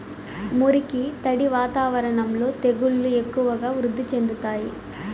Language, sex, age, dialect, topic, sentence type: Telugu, female, 18-24, Southern, agriculture, statement